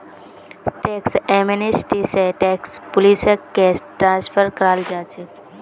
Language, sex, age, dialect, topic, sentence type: Magahi, female, 18-24, Northeastern/Surjapuri, banking, statement